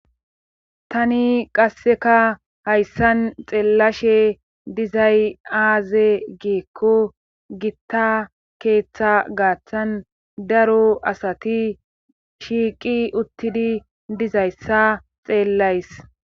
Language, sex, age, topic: Gamo, female, 25-35, government